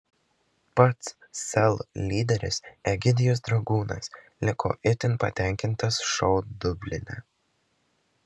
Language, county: Lithuanian, Marijampolė